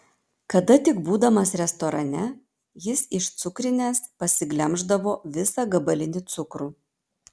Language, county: Lithuanian, Panevėžys